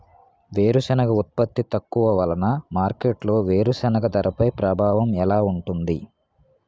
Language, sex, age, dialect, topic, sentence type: Telugu, male, 18-24, Utterandhra, agriculture, question